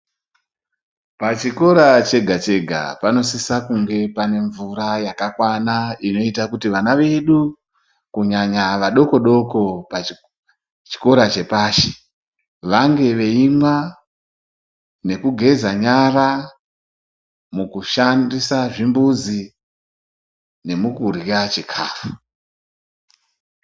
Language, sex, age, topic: Ndau, female, 25-35, education